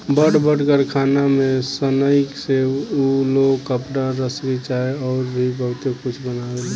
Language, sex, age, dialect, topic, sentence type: Bhojpuri, male, 18-24, Southern / Standard, agriculture, statement